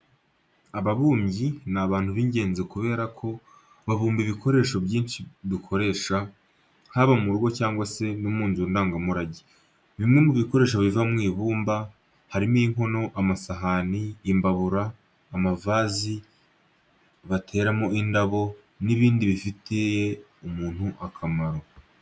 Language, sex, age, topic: Kinyarwanda, male, 18-24, education